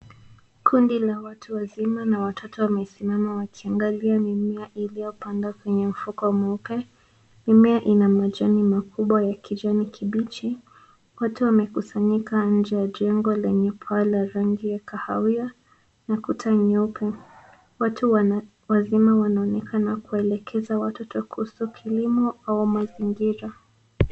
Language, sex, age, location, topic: Swahili, female, 18-24, Nairobi, government